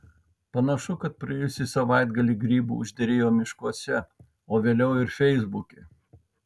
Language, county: Lithuanian, Vilnius